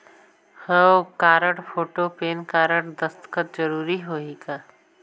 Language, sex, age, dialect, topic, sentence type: Chhattisgarhi, female, 25-30, Northern/Bhandar, banking, question